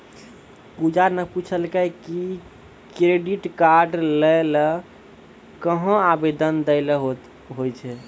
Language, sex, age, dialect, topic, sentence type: Maithili, male, 18-24, Angika, banking, statement